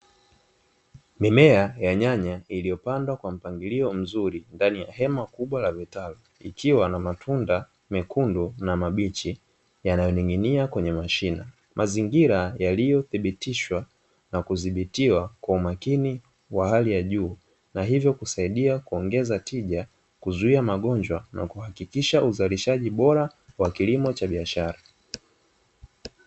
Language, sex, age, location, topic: Swahili, male, 25-35, Dar es Salaam, agriculture